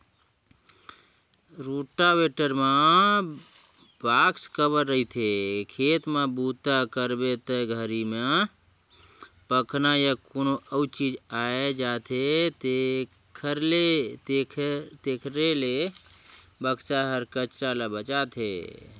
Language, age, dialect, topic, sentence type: Chhattisgarhi, 41-45, Northern/Bhandar, agriculture, statement